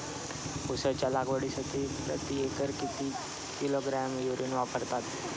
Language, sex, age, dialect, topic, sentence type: Marathi, male, 25-30, Standard Marathi, agriculture, question